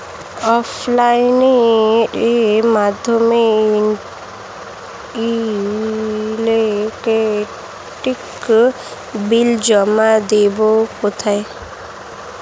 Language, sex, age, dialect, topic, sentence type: Bengali, female, 60-100, Standard Colloquial, banking, question